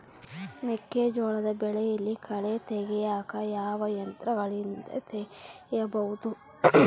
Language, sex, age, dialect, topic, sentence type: Kannada, female, 25-30, Central, agriculture, question